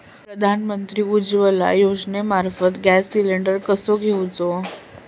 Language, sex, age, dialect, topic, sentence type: Marathi, female, 18-24, Southern Konkan, banking, question